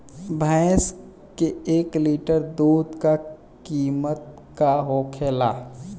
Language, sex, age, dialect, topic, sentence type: Bhojpuri, male, 18-24, Western, agriculture, question